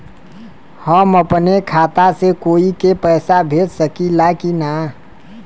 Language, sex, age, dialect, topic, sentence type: Bhojpuri, male, 25-30, Western, banking, question